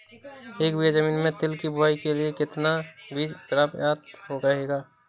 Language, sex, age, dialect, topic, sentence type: Hindi, male, 18-24, Awadhi Bundeli, agriculture, question